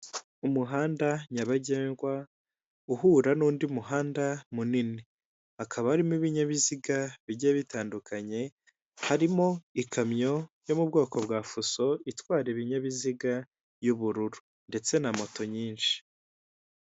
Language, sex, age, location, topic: Kinyarwanda, male, 18-24, Kigali, government